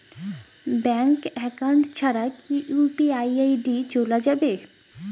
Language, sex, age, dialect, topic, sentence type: Bengali, female, 18-24, Rajbangshi, banking, question